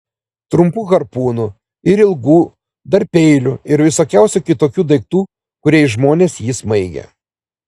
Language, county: Lithuanian, Vilnius